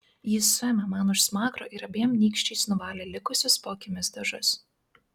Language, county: Lithuanian, Klaipėda